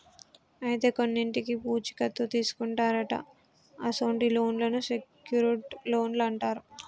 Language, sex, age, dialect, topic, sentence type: Telugu, female, 25-30, Telangana, banking, statement